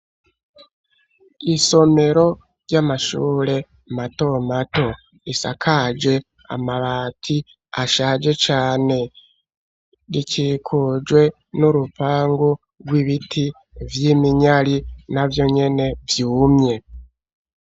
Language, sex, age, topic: Rundi, male, 36-49, education